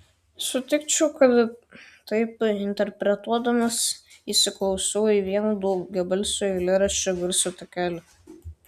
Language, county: Lithuanian, Šiauliai